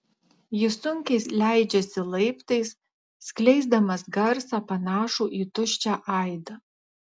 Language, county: Lithuanian, Alytus